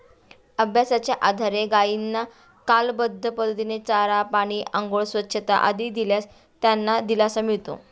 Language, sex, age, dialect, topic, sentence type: Marathi, female, 31-35, Standard Marathi, agriculture, statement